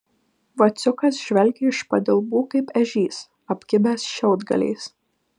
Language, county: Lithuanian, Vilnius